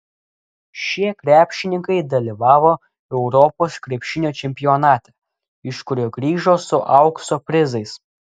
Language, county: Lithuanian, Klaipėda